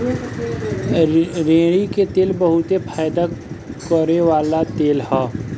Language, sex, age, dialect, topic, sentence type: Bhojpuri, male, 25-30, Northern, agriculture, statement